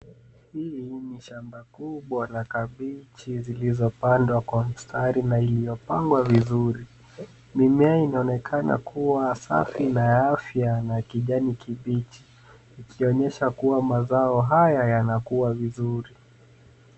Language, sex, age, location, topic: Swahili, male, 25-35, Nairobi, agriculture